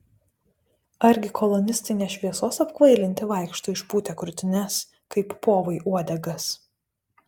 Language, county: Lithuanian, Panevėžys